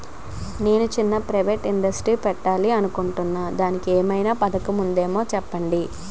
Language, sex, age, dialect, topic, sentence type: Telugu, female, 18-24, Utterandhra, banking, question